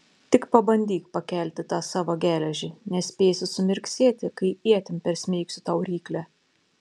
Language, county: Lithuanian, Panevėžys